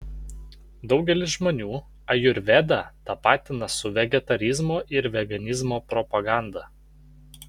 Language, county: Lithuanian, Panevėžys